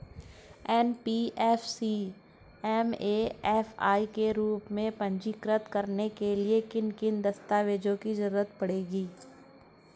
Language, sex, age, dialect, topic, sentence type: Hindi, female, 41-45, Hindustani Malvi Khadi Boli, banking, question